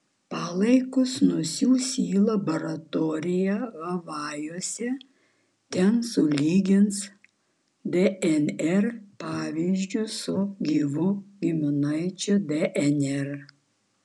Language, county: Lithuanian, Vilnius